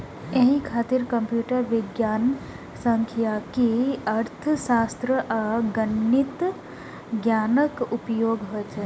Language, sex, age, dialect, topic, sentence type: Maithili, female, 18-24, Eastern / Thethi, banking, statement